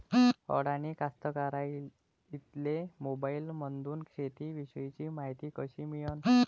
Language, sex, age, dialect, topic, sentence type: Marathi, male, 25-30, Varhadi, agriculture, question